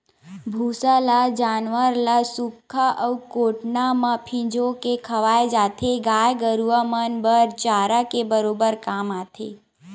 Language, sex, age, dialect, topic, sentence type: Chhattisgarhi, female, 60-100, Western/Budati/Khatahi, agriculture, statement